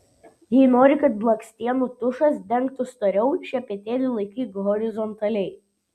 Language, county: Lithuanian, Vilnius